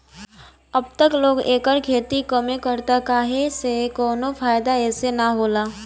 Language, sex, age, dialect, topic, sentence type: Bhojpuri, female, 18-24, Northern, agriculture, statement